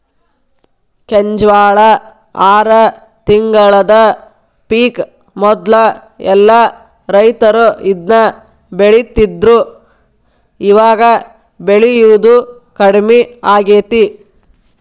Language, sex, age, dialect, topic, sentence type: Kannada, female, 31-35, Dharwad Kannada, agriculture, statement